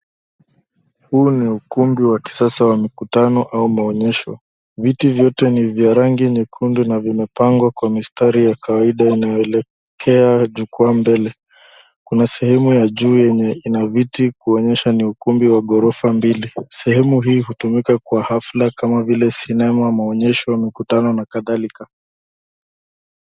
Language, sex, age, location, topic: Swahili, male, 25-35, Nairobi, education